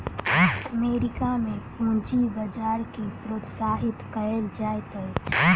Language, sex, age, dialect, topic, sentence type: Maithili, female, 18-24, Southern/Standard, banking, statement